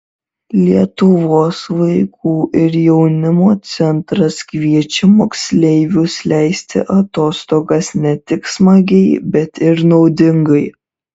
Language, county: Lithuanian, Šiauliai